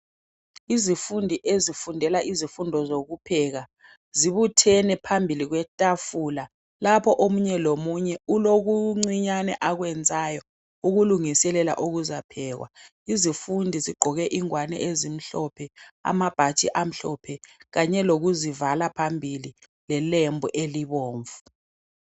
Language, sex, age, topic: North Ndebele, male, 36-49, education